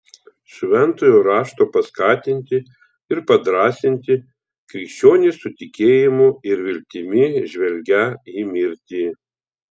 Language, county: Lithuanian, Telšiai